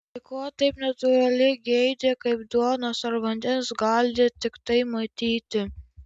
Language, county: Lithuanian, Kaunas